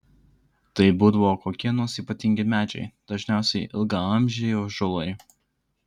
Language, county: Lithuanian, Klaipėda